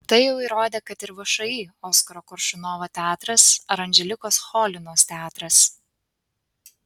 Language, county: Lithuanian, Panevėžys